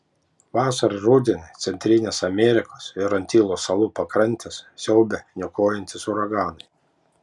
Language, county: Lithuanian, Panevėžys